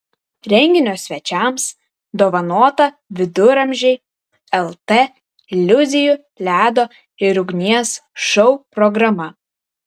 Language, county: Lithuanian, Vilnius